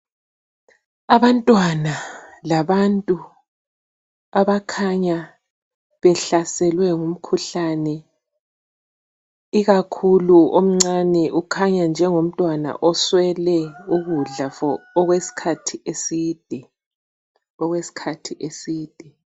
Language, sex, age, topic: North Ndebele, female, 36-49, health